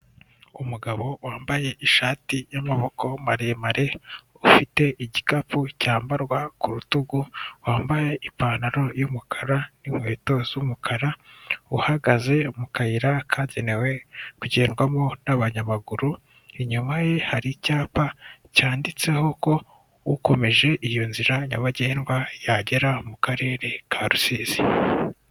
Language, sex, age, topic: Kinyarwanda, male, 18-24, government